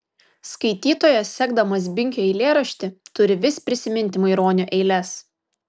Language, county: Lithuanian, Kaunas